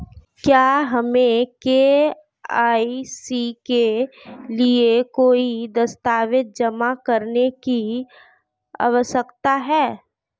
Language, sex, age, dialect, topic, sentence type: Hindi, female, 25-30, Marwari Dhudhari, banking, question